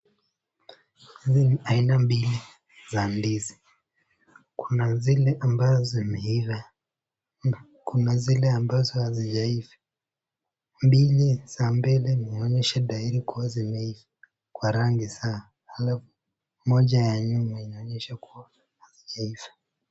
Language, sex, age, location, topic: Swahili, female, 18-24, Nakuru, agriculture